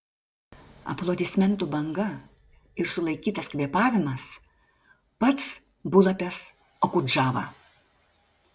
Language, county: Lithuanian, Klaipėda